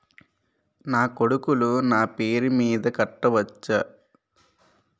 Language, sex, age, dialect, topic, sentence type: Telugu, male, 18-24, Utterandhra, banking, question